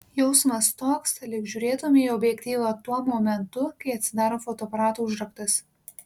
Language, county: Lithuanian, Panevėžys